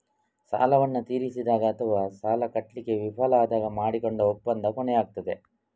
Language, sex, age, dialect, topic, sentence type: Kannada, male, 25-30, Coastal/Dakshin, banking, statement